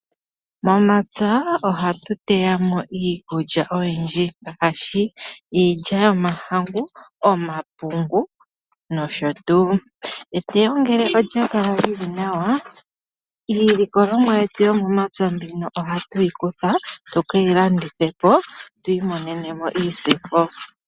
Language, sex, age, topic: Oshiwambo, male, 18-24, agriculture